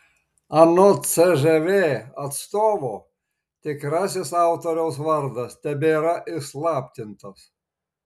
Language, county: Lithuanian, Marijampolė